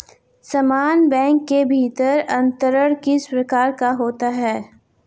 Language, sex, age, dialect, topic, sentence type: Hindi, female, 18-24, Marwari Dhudhari, banking, question